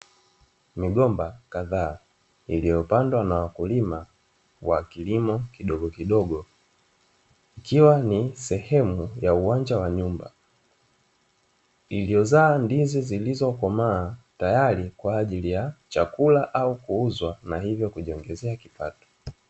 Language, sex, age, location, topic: Swahili, male, 25-35, Dar es Salaam, agriculture